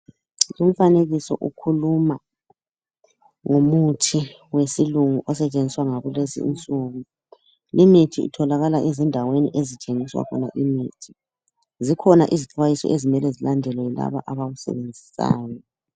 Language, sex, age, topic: North Ndebele, male, 36-49, health